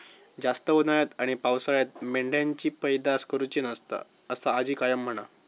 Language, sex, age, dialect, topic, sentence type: Marathi, male, 18-24, Southern Konkan, agriculture, statement